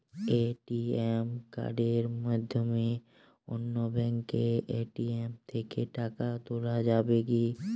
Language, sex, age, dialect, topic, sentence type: Bengali, male, 18-24, Jharkhandi, banking, question